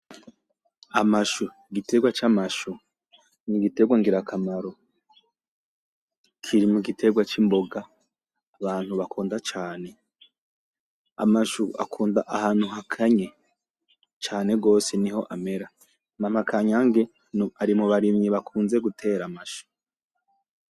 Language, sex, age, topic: Rundi, male, 25-35, agriculture